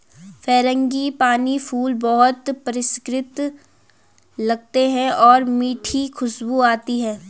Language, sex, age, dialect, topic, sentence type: Hindi, female, 18-24, Garhwali, agriculture, statement